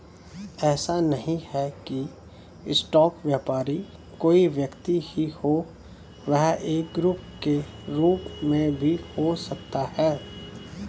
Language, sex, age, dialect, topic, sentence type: Hindi, male, 36-40, Hindustani Malvi Khadi Boli, banking, statement